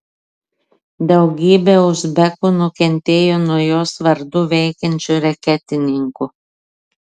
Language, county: Lithuanian, Klaipėda